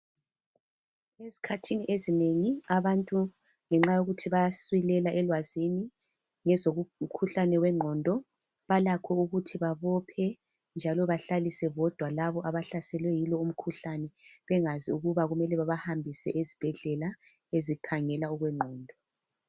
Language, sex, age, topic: North Ndebele, female, 36-49, health